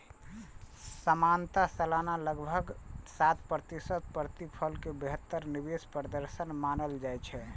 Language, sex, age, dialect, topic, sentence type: Maithili, male, 25-30, Eastern / Thethi, banking, statement